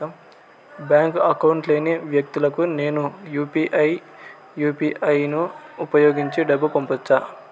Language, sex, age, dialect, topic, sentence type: Telugu, male, 18-24, Southern, banking, question